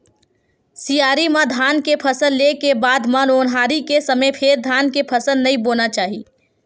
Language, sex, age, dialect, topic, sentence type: Chhattisgarhi, female, 18-24, Western/Budati/Khatahi, agriculture, statement